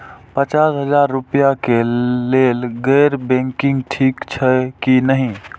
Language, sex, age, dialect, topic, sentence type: Maithili, male, 41-45, Eastern / Thethi, banking, question